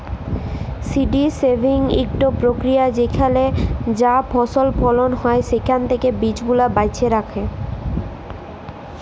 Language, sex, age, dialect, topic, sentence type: Bengali, female, 18-24, Jharkhandi, agriculture, statement